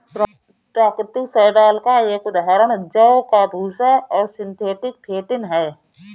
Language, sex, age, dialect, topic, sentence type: Hindi, female, 31-35, Awadhi Bundeli, agriculture, statement